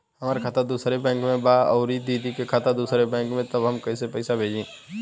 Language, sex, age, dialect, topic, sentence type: Bhojpuri, male, 18-24, Western, banking, question